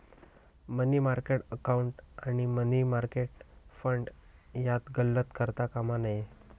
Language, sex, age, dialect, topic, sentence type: Marathi, male, 18-24, Southern Konkan, banking, statement